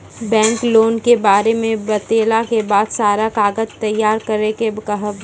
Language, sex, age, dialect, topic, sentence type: Maithili, female, 18-24, Angika, banking, question